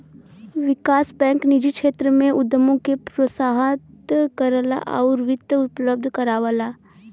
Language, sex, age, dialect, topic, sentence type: Bhojpuri, female, 18-24, Western, banking, statement